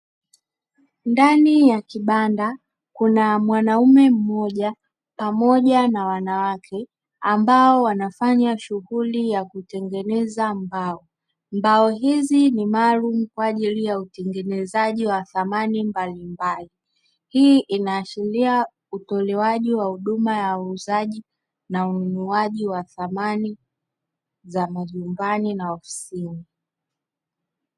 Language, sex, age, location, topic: Swahili, male, 36-49, Dar es Salaam, finance